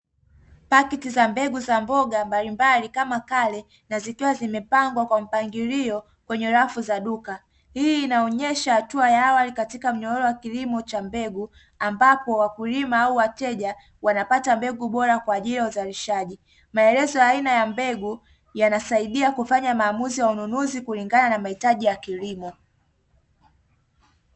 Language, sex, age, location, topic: Swahili, female, 18-24, Dar es Salaam, agriculture